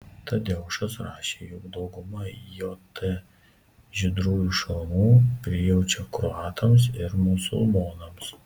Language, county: Lithuanian, Kaunas